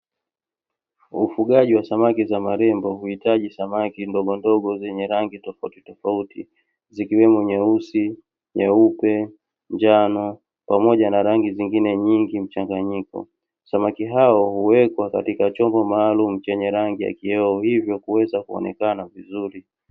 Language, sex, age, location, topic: Swahili, male, 36-49, Dar es Salaam, agriculture